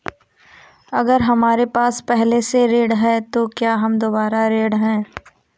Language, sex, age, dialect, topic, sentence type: Hindi, female, 18-24, Awadhi Bundeli, banking, question